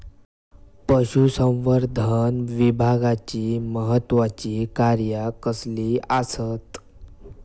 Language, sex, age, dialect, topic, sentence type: Marathi, male, 18-24, Southern Konkan, agriculture, question